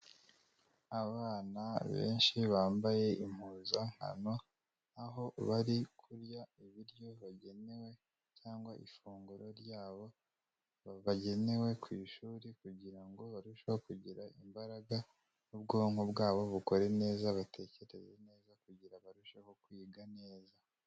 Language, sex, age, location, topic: Kinyarwanda, male, 25-35, Kigali, health